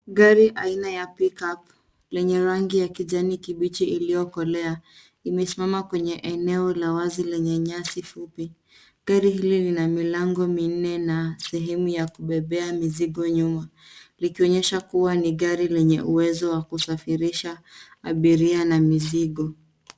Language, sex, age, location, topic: Swahili, female, 18-24, Nairobi, finance